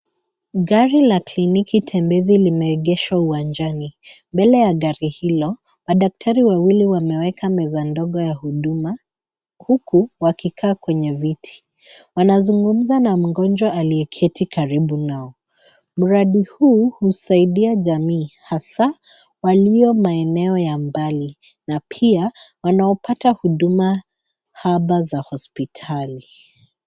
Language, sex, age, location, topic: Swahili, female, 36-49, Nairobi, health